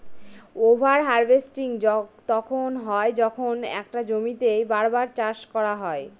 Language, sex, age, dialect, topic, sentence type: Bengali, female, 25-30, Northern/Varendri, agriculture, statement